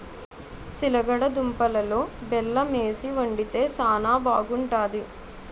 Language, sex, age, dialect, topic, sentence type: Telugu, male, 51-55, Utterandhra, agriculture, statement